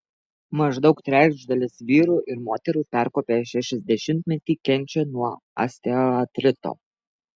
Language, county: Lithuanian, Alytus